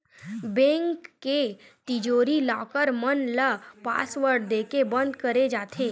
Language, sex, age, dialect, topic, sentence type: Chhattisgarhi, male, 25-30, Western/Budati/Khatahi, banking, statement